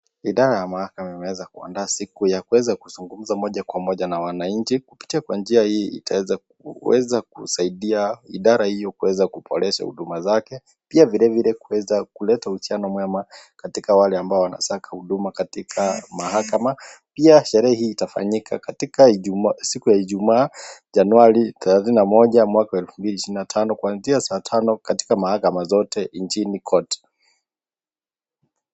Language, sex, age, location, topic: Swahili, male, 25-35, Kisii, government